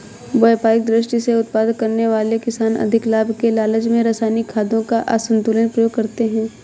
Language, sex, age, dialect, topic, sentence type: Hindi, female, 25-30, Awadhi Bundeli, agriculture, statement